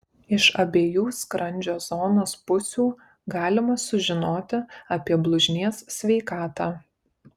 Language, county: Lithuanian, Kaunas